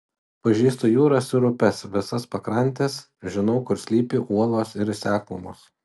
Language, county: Lithuanian, Utena